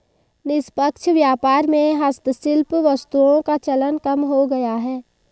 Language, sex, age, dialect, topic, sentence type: Hindi, female, 18-24, Marwari Dhudhari, banking, statement